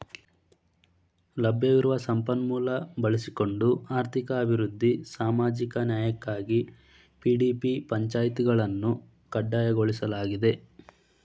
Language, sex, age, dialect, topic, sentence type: Kannada, male, 18-24, Mysore Kannada, banking, statement